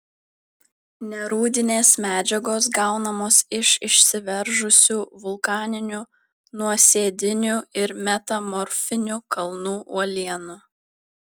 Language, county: Lithuanian, Vilnius